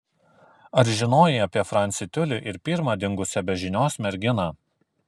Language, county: Lithuanian, Kaunas